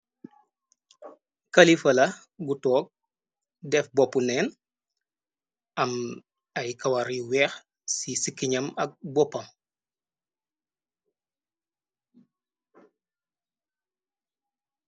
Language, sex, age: Wolof, male, 25-35